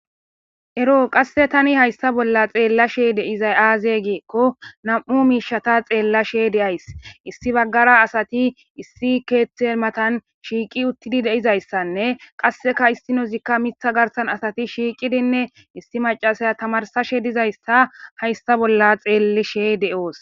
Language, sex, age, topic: Gamo, male, 18-24, government